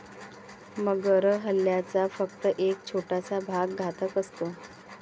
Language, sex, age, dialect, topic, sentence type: Marathi, female, 31-35, Varhadi, agriculture, statement